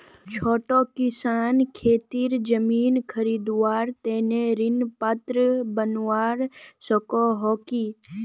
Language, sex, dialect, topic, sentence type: Magahi, female, Northeastern/Surjapuri, agriculture, statement